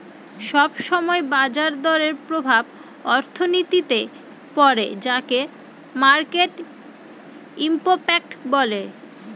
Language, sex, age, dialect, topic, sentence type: Bengali, female, 25-30, Northern/Varendri, banking, statement